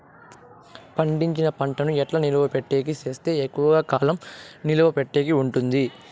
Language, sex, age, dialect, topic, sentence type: Telugu, male, 18-24, Southern, agriculture, question